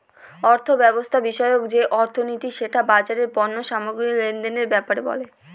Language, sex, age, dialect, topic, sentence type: Bengali, female, 31-35, Northern/Varendri, banking, statement